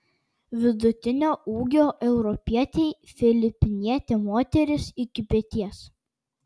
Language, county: Lithuanian, Kaunas